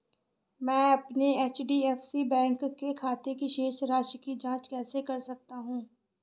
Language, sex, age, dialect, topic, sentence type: Hindi, female, 25-30, Awadhi Bundeli, banking, question